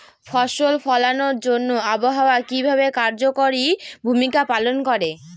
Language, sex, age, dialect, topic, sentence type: Bengali, female, <18, Northern/Varendri, agriculture, question